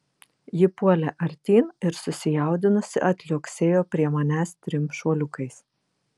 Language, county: Lithuanian, Vilnius